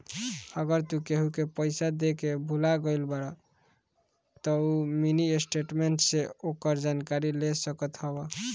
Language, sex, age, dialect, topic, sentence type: Bhojpuri, male, 18-24, Northern, banking, statement